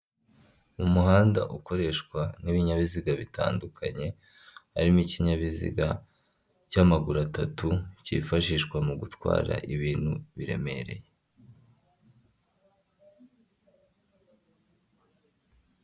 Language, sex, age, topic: Kinyarwanda, male, 25-35, government